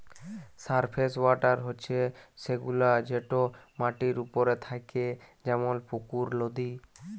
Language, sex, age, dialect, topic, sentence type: Bengali, male, 18-24, Jharkhandi, agriculture, statement